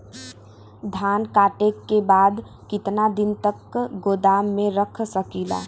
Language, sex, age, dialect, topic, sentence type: Bhojpuri, female, 18-24, Western, agriculture, question